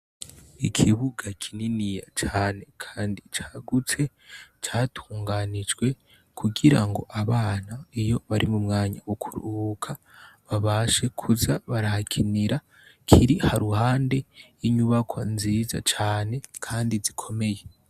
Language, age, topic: Rundi, 18-24, education